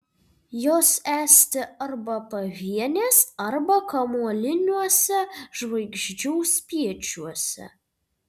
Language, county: Lithuanian, Vilnius